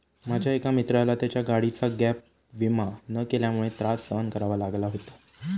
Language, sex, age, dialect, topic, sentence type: Marathi, male, 18-24, Standard Marathi, banking, statement